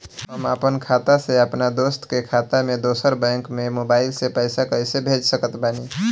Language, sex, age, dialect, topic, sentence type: Bhojpuri, male, 18-24, Southern / Standard, banking, question